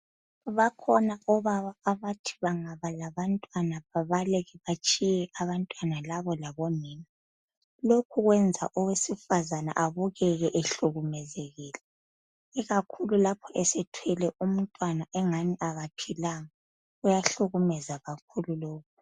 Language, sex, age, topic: North Ndebele, female, 25-35, health